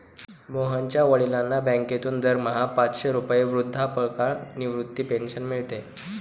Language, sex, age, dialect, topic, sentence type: Marathi, male, 18-24, Standard Marathi, banking, statement